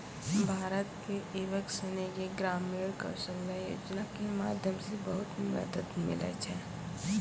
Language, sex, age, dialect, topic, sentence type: Maithili, female, 18-24, Angika, banking, statement